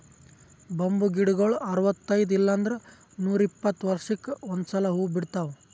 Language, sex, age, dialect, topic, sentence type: Kannada, male, 18-24, Northeastern, agriculture, statement